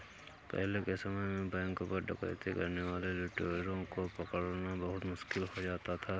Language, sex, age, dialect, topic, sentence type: Hindi, male, 18-24, Awadhi Bundeli, banking, statement